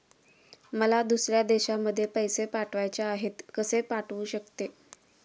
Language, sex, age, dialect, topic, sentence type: Marathi, female, 25-30, Standard Marathi, banking, question